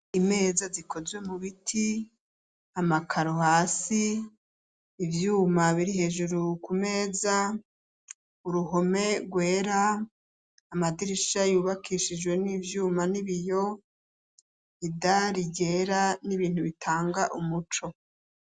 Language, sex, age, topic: Rundi, female, 36-49, education